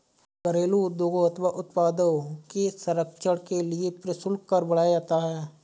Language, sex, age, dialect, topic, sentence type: Hindi, male, 25-30, Awadhi Bundeli, banking, statement